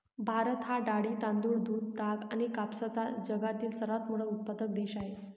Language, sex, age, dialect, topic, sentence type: Marathi, female, 18-24, Northern Konkan, agriculture, statement